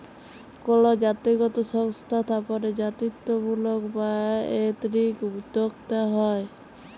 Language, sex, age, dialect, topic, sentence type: Bengali, female, 18-24, Jharkhandi, banking, statement